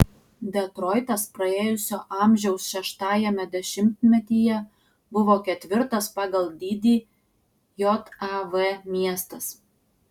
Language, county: Lithuanian, Alytus